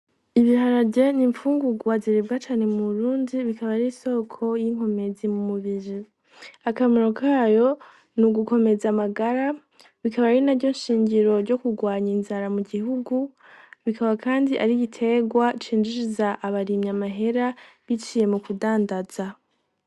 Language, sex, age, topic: Rundi, female, 18-24, agriculture